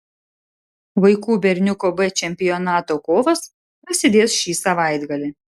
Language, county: Lithuanian, Šiauliai